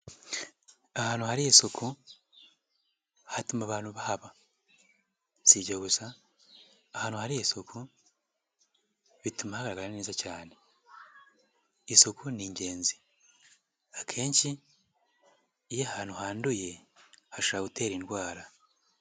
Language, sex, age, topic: Kinyarwanda, male, 18-24, health